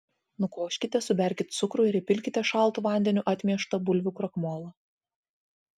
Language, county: Lithuanian, Vilnius